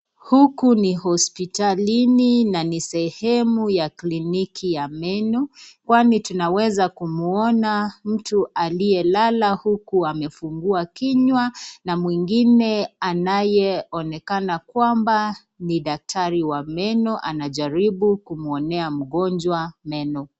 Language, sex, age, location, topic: Swahili, female, 25-35, Nakuru, health